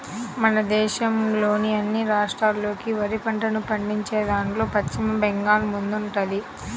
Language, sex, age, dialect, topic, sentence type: Telugu, female, 18-24, Central/Coastal, agriculture, statement